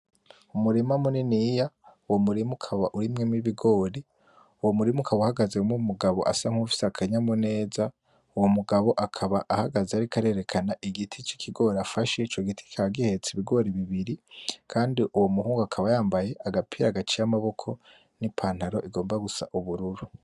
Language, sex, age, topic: Rundi, male, 18-24, agriculture